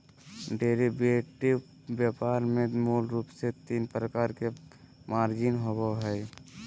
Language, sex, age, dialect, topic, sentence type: Magahi, male, 18-24, Southern, banking, statement